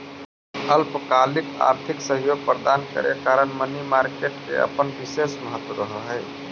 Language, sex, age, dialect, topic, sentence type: Magahi, male, 18-24, Central/Standard, banking, statement